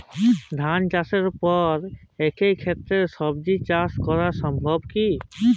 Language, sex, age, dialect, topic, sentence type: Bengali, male, 18-24, Jharkhandi, agriculture, question